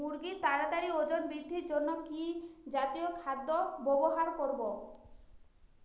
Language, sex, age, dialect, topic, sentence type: Bengali, female, 25-30, Northern/Varendri, agriculture, question